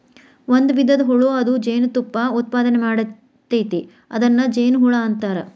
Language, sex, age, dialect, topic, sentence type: Kannada, female, 41-45, Dharwad Kannada, agriculture, statement